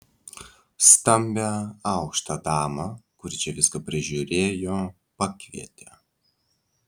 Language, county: Lithuanian, Vilnius